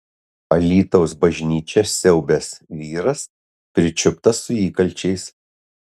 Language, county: Lithuanian, Utena